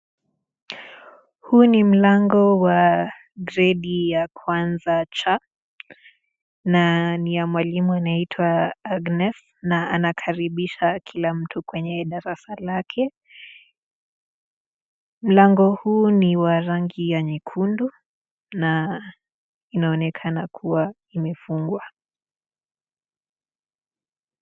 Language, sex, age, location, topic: Swahili, female, 18-24, Nakuru, education